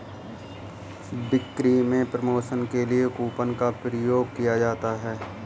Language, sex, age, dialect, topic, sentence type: Hindi, male, 25-30, Kanauji Braj Bhasha, banking, statement